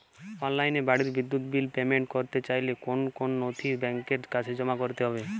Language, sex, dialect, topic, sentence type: Bengali, male, Jharkhandi, banking, question